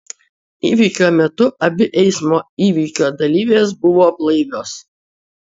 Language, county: Lithuanian, Utena